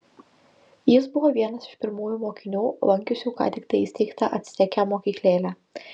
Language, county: Lithuanian, Utena